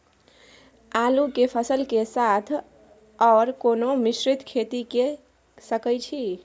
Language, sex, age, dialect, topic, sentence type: Maithili, female, 18-24, Bajjika, agriculture, question